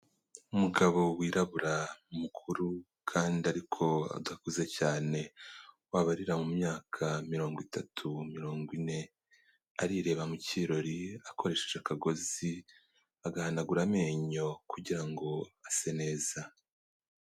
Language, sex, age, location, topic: Kinyarwanda, male, 18-24, Kigali, health